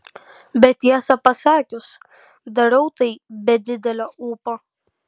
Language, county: Lithuanian, Kaunas